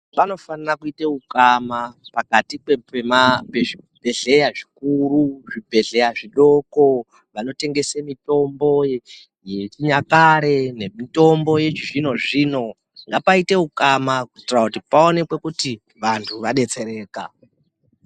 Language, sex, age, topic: Ndau, male, 36-49, health